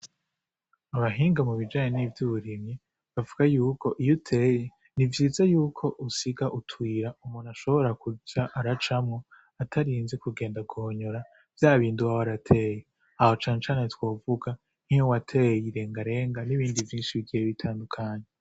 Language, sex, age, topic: Rundi, male, 18-24, agriculture